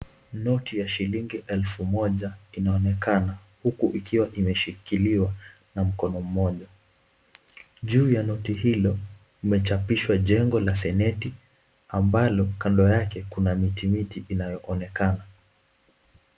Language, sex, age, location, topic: Swahili, male, 18-24, Kisumu, finance